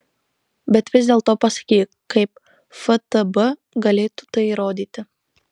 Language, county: Lithuanian, Marijampolė